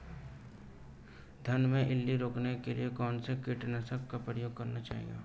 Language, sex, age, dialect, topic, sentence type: Hindi, male, 18-24, Marwari Dhudhari, agriculture, question